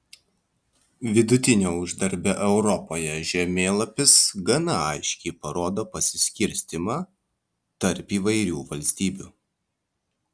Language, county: Lithuanian, Vilnius